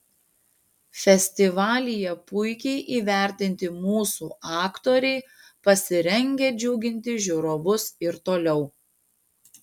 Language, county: Lithuanian, Panevėžys